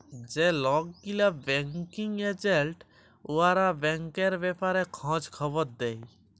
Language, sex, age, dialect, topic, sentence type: Bengali, male, 18-24, Jharkhandi, banking, statement